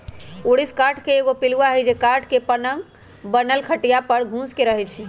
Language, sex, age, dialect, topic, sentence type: Magahi, male, 18-24, Western, agriculture, statement